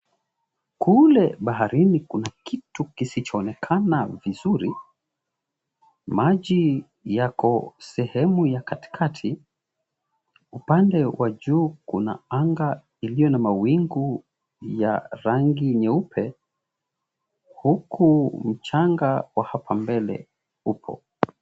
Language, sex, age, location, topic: Swahili, male, 36-49, Mombasa, government